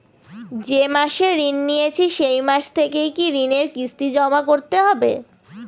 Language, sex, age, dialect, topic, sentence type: Bengali, female, 18-24, Northern/Varendri, banking, question